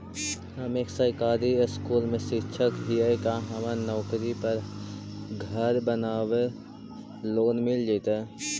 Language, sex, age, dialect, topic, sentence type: Magahi, male, 25-30, Central/Standard, banking, question